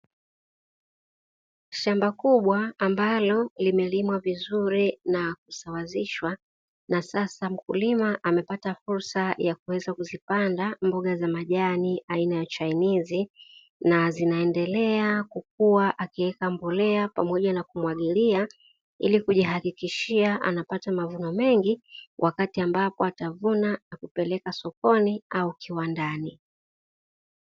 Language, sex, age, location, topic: Swahili, female, 36-49, Dar es Salaam, agriculture